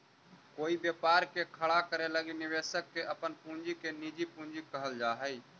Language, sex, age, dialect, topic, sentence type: Magahi, male, 18-24, Central/Standard, agriculture, statement